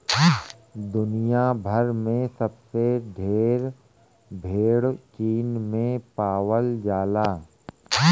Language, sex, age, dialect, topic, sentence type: Bhojpuri, male, 41-45, Western, agriculture, statement